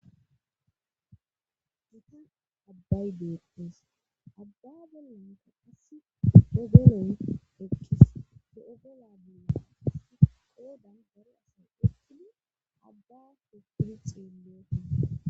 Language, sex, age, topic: Gamo, female, 25-35, government